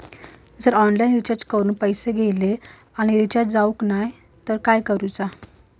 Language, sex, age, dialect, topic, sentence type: Marathi, female, 18-24, Southern Konkan, banking, question